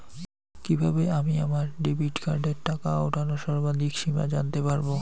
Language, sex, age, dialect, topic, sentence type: Bengali, male, 51-55, Rajbangshi, banking, question